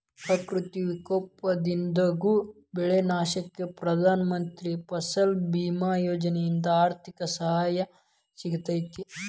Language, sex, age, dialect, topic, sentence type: Kannada, male, 18-24, Dharwad Kannada, agriculture, statement